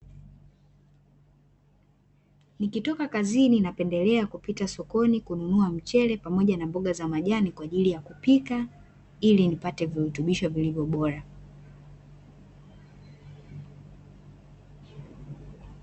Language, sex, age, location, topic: Swahili, female, 18-24, Dar es Salaam, finance